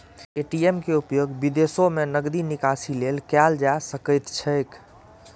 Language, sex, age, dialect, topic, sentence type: Maithili, male, 25-30, Eastern / Thethi, banking, statement